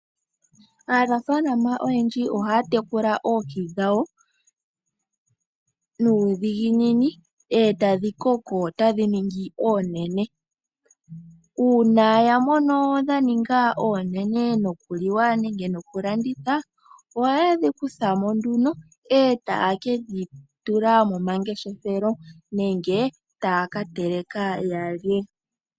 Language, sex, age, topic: Oshiwambo, female, 18-24, agriculture